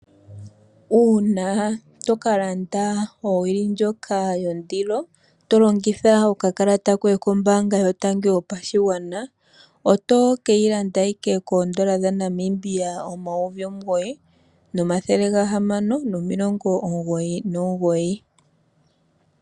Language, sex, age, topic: Oshiwambo, female, 18-24, finance